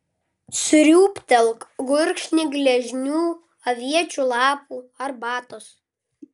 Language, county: Lithuanian, Klaipėda